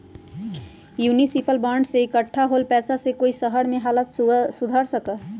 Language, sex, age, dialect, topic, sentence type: Magahi, female, 18-24, Western, banking, statement